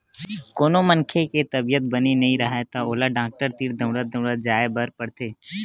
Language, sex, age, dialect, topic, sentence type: Chhattisgarhi, male, 60-100, Western/Budati/Khatahi, banking, statement